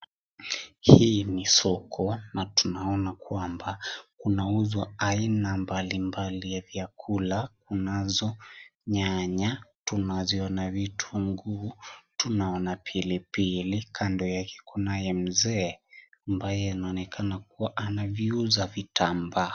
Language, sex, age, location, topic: Swahili, male, 18-24, Kisii, finance